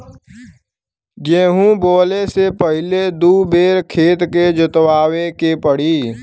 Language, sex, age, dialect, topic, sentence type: Bhojpuri, male, 18-24, Western, agriculture, statement